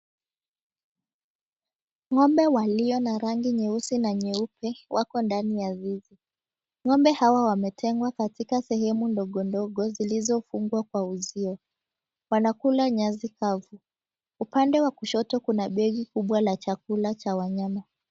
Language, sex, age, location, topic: Swahili, female, 18-24, Mombasa, agriculture